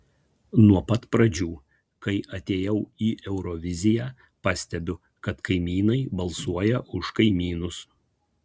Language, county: Lithuanian, Kaunas